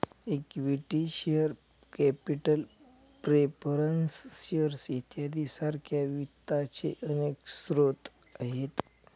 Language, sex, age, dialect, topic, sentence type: Marathi, male, 51-55, Northern Konkan, banking, statement